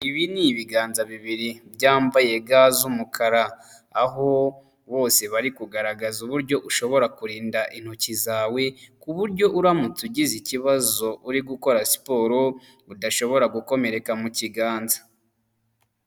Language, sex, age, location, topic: Kinyarwanda, male, 25-35, Huye, health